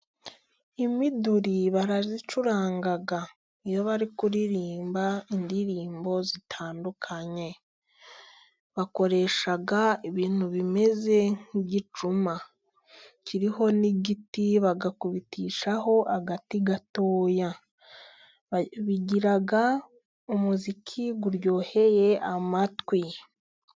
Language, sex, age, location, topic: Kinyarwanda, female, 18-24, Musanze, government